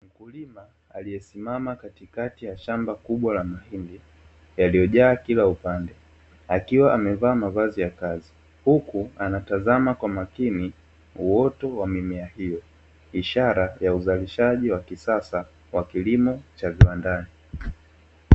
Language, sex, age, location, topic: Swahili, male, 25-35, Dar es Salaam, agriculture